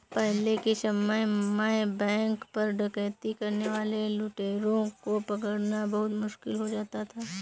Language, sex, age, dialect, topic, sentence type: Hindi, female, 18-24, Awadhi Bundeli, banking, statement